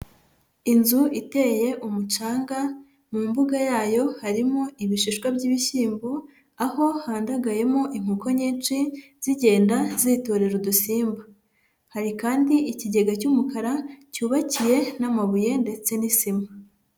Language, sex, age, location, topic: Kinyarwanda, female, 25-35, Huye, agriculture